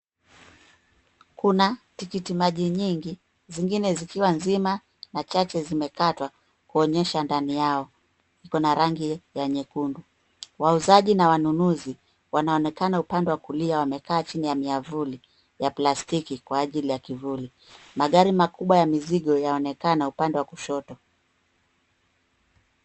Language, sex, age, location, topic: Swahili, female, 36-49, Nairobi, finance